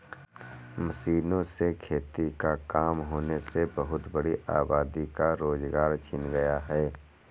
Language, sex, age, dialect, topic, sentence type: Hindi, male, 51-55, Kanauji Braj Bhasha, agriculture, statement